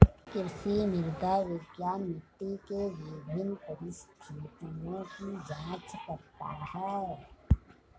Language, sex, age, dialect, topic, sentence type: Hindi, female, 51-55, Marwari Dhudhari, agriculture, statement